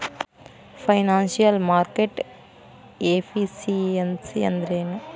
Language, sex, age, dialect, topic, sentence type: Kannada, female, 18-24, Dharwad Kannada, banking, statement